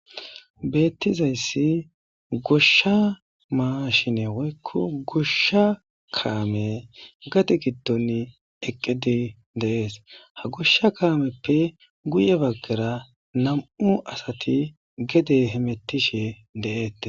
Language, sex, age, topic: Gamo, male, 25-35, agriculture